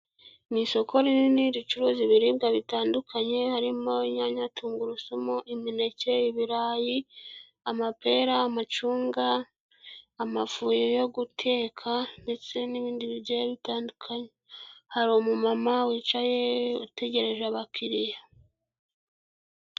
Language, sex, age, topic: Kinyarwanda, female, 25-35, finance